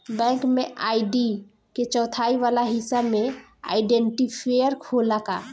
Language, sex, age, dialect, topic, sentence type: Bhojpuri, female, 18-24, Southern / Standard, banking, question